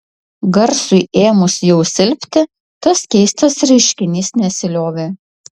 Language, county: Lithuanian, Utena